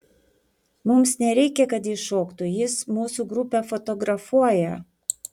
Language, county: Lithuanian, Panevėžys